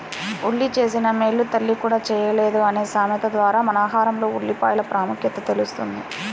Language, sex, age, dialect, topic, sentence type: Telugu, female, 18-24, Central/Coastal, agriculture, statement